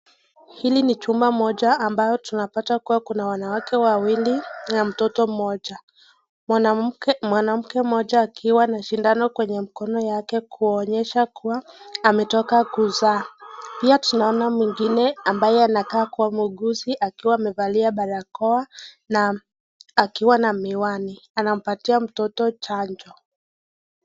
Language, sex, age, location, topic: Swahili, female, 18-24, Nakuru, health